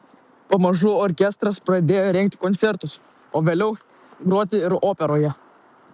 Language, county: Lithuanian, Vilnius